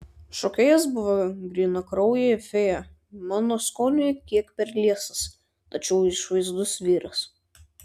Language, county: Lithuanian, Šiauliai